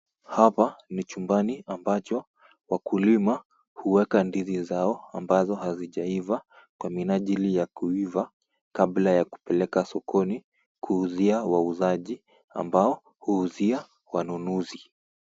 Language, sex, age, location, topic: Swahili, female, 25-35, Kisumu, agriculture